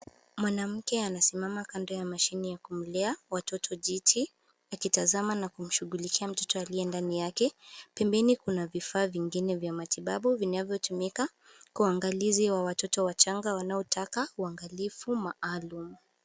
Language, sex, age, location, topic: Swahili, female, 18-24, Kisumu, health